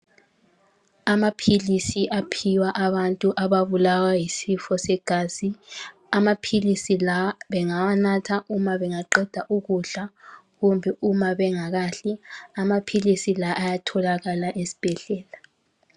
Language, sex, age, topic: North Ndebele, female, 18-24, health